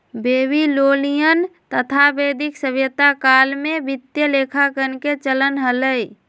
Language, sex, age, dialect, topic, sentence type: Magahi, female, 25-30, Western, banking, statement